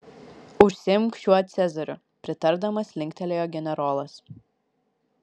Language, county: Lithuanian, Vilnius